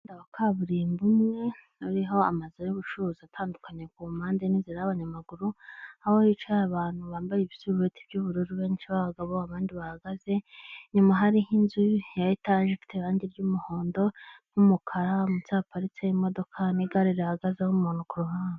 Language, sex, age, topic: Kinyarwanda, male, 18-24, government